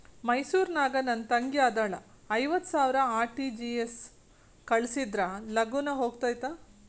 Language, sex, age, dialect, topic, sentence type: Kannada, female, 36-40, Dharwad Kannada, banking, question